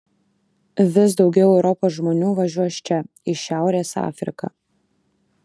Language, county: Lithuanian, Kaunas